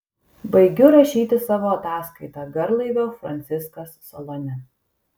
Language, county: Lithuanian, Kaunas